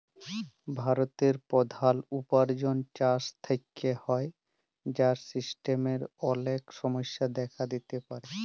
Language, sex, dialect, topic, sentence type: Bengali, male, Jharkhandi, agriculture, statement